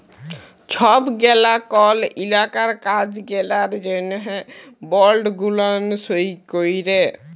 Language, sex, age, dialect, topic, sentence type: Bengali, male, 41-45, Jharkhandi, banking, statement